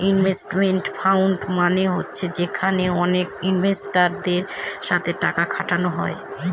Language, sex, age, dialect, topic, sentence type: Bengali, female, 25-30, Northern/Varendri, banking, statement